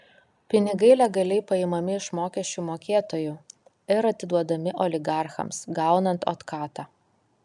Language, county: Lithuanian, Kaunas